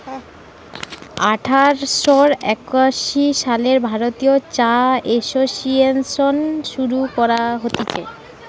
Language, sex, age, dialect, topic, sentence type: Bengali, female, 18-24, Western, agriculture, statement